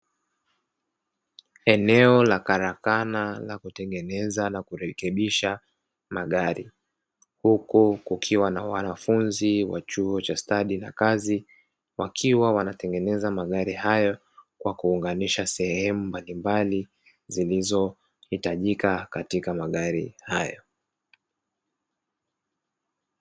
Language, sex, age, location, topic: Swahili, male, 36-49, Dar es Salaam, education